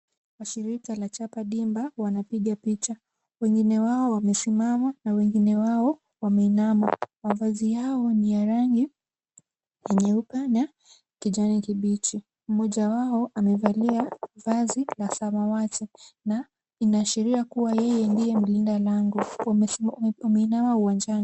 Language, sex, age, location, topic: Swahili, female, 18-24, Kisumu, government